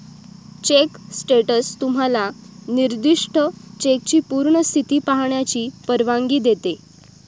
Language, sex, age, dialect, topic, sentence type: Marathi, female, 18-24, Southern Konkan, banking, statement